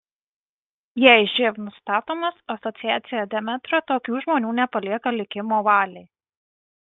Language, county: Lithuanian, Marijampolė